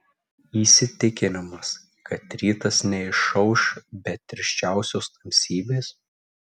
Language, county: Lithuanian, Tauragė